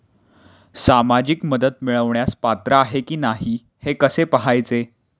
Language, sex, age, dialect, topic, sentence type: Marathi, male, 18-24, Standard Marathi, banking, question